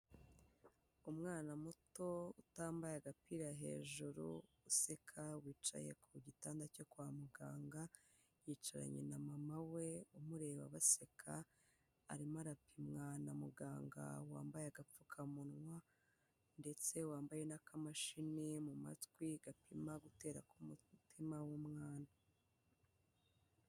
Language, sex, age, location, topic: Kinyarwanda, female, 18-24, Kigali, health